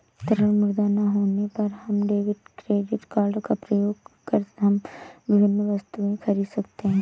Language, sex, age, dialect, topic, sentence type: Hindi, female, 18-24, Awadhi Bundeli, banking, statement